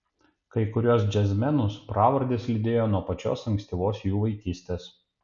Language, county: Lithuanian, Panevėžys